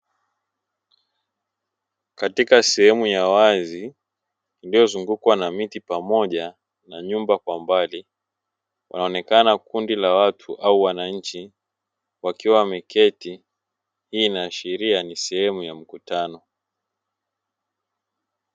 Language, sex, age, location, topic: Swahili, male, 18-24, Dar es Salaam, education